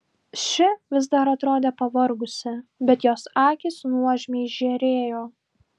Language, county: Lithuanian, Klaipėda